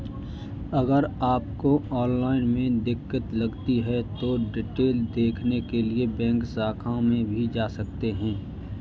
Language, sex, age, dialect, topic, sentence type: Hindi, male, 25-30, Kanauji Braj Bhasha, banking, statement